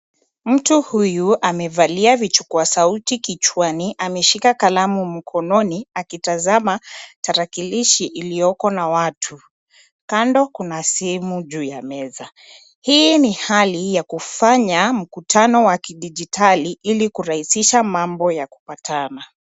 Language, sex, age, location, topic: Swahili, female, 25-35, Nairobi, education